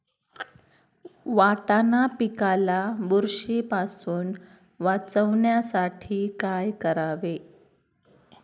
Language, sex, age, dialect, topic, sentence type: Marathi, female, 25-30, Standard Marathi, agriculture, question